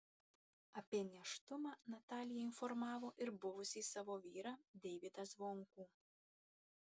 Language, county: Lithuanian, Kaunas